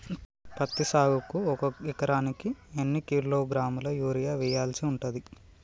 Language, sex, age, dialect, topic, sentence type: Telugu, male, 18-24, Telangana, agriculture, question